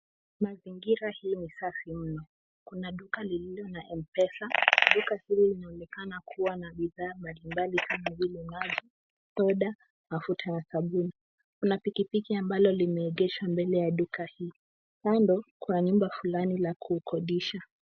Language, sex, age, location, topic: Swahili, female, 18-24, Kisumu, finance